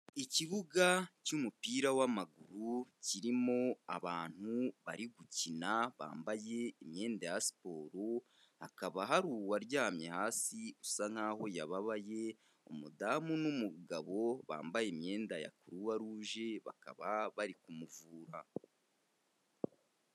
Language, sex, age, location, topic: Kinyarwanda, male, 25-35, Kigali, health